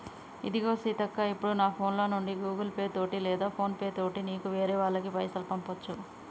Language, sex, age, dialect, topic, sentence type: Telugu, female, 25-30, Telangana, banking, statement